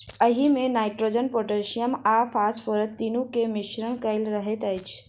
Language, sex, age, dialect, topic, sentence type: Maithili, female, 56-60, Southern/Standard, agriculture, statement